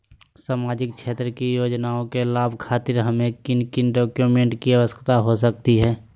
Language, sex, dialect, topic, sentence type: Magahi, male, Southern, banking, question